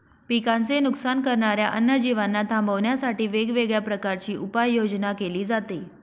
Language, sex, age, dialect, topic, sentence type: Marathi, female, 25-30, Northern Konkan, agriculture, statement